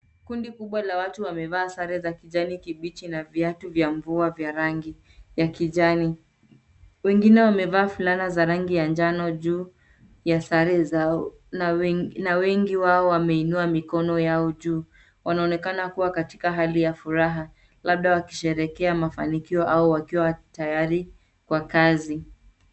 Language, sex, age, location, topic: Swahili, female, 36-49, Nairobi, government